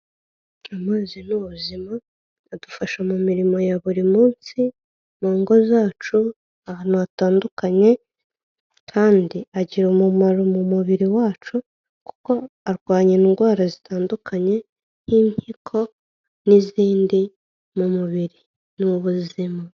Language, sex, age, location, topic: Kinyarwanda, female, 25-35, Kigali, health